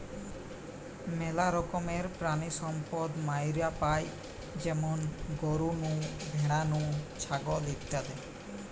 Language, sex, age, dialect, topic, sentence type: Bengali, male, 18-24, Western, agriculture, statement